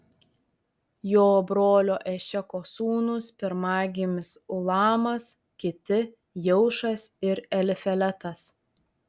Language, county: Lithuanian, Telšiai